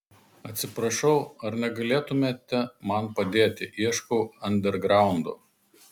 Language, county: Lithuanian, Marijampolė